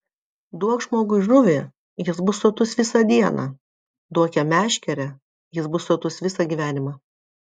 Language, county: Lithuanian, Vilnius